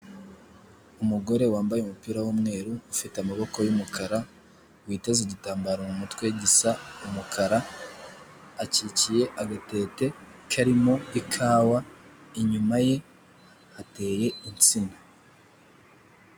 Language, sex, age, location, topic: Kinyarwanda, male, 18-24, Nyagatare, agriculture